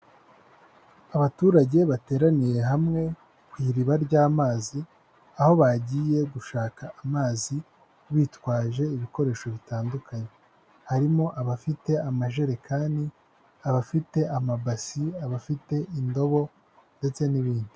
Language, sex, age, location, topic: Kinyarwanda, male, 18-24, Huye, health